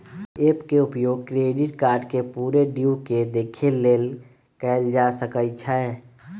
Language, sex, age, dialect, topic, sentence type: Magahi, male, 25-30, Western, banking, statement